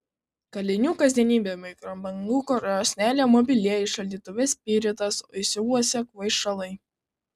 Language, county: Lithuanian, Kaunas